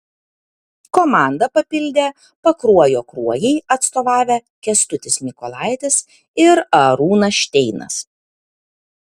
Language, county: Lithuanian, Kaunas